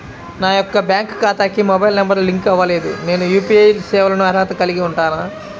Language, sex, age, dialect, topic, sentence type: Telugu, male, 25-30, Central/Coastal, banking, question